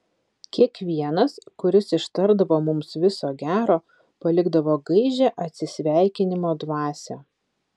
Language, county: Lithuanian, Vilnius